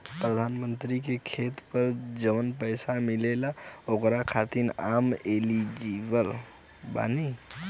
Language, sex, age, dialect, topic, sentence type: Bhojpuri, male, 18-24, Western, banking, question